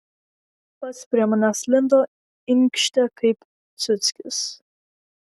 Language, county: Lithuanian, Vilnius